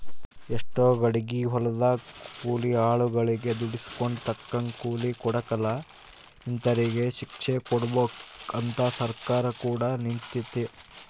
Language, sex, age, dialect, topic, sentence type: Kannada, male, 18-24, Central, agriculture, statement